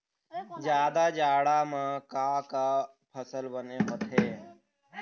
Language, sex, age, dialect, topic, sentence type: Chhattisgarhi, male, 31-35, Eastern, agriculture, question